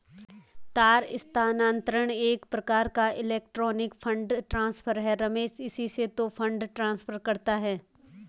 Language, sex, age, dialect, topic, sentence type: Hindi, female, 18-24, Garhwali, banking, statement